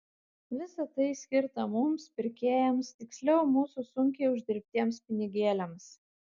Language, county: Lithuanian, Kaunas